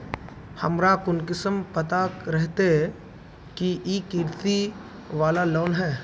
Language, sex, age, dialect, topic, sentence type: Magahi, male, 25-30, Northeastern/Surjapuri, banking, question